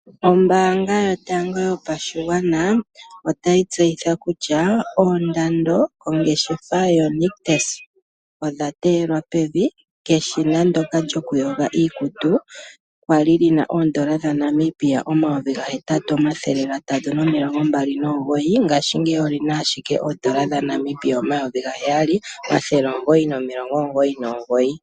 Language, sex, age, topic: Oshiwambo, female, 25-35, finance